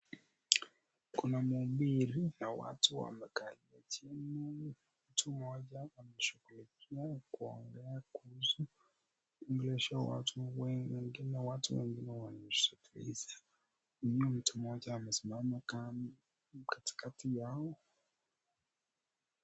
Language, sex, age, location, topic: Swahili, male, 18-24, Nakuru, health